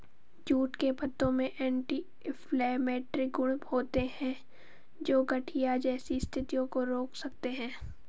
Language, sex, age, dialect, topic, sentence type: Hindi, female, 18-24, Marwari Dhudhari, agriculture, statement